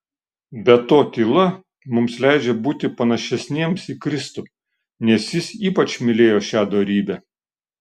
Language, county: Lithuanian, Šiauliai